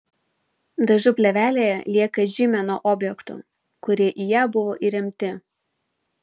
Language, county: Lithuanian, Vilnius